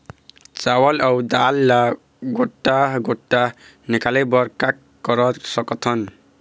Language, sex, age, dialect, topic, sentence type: Chhattisgarhi, male, 46-50, Eastern, agriculture, question